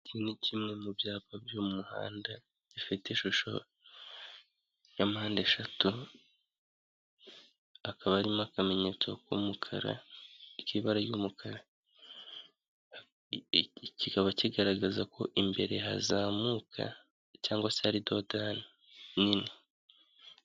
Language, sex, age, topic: Kinyarwanda, male, 25-35, government